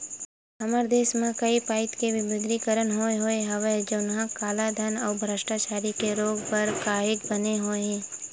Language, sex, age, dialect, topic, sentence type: Chhattisgarhi, female, 18-24, Western/Budati/Khatahi, banking, statement